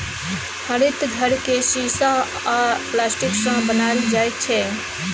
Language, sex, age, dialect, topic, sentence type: Maithili, female, 25-30, Bajjika, agriculture, statement